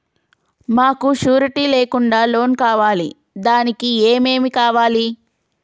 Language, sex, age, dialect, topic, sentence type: Telugu, female, 25-30, Telangana, banking, question